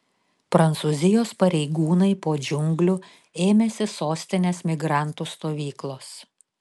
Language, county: Lithuanian, Telšiai